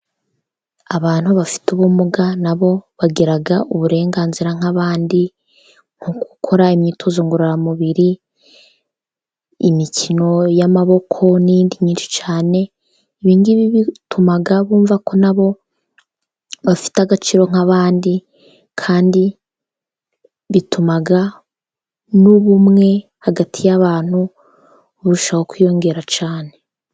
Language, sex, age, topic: Kinyarwanda, female, 18-24, government